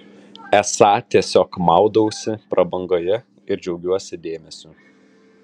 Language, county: Lithuanian, Kaunas